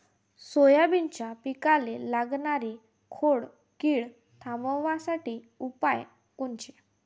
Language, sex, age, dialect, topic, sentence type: Marathi, female, 18-24, Varhadi, agriculture, question